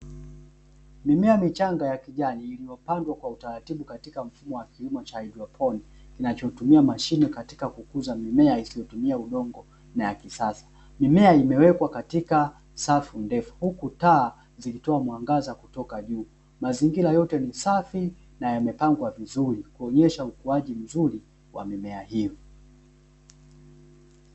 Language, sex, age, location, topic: Swahili, male, 18-24, Dar es Salaam, agriculture